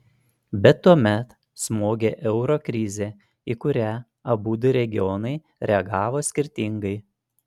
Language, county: Lithuanian, Panevėžys